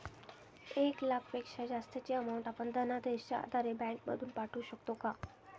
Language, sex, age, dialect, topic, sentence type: Marathi, female, 18-24, Standard Marathi, banking, question